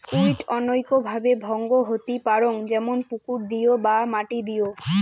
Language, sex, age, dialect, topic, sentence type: Bengali, female, 18-24, Rajbangshi, agriculture, statement